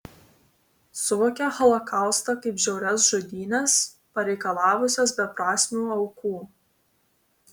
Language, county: Lithuanian, Vilnius